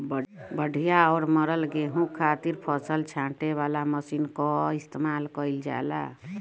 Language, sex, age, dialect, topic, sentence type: Bhojpuri, female, 51-55, Northern, agriculture, statement